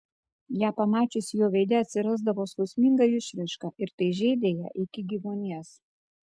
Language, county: Lithuanian, Kaunas